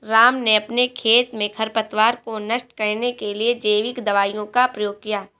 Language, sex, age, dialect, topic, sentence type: Hindi, female, 18-24, Marwari Dhudhari, agriculture, statement